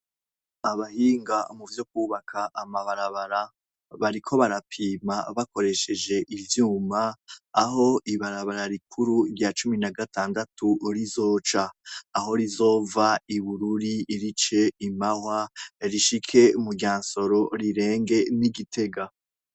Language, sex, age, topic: Rundi, male, 25-35, education